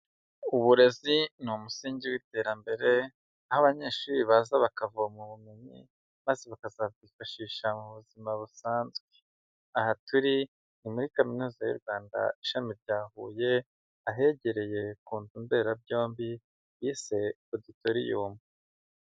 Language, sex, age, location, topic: Kinyarwanda, male, 25-35, Huye, education